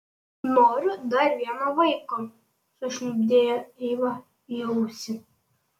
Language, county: Lithuanian, Panevėžys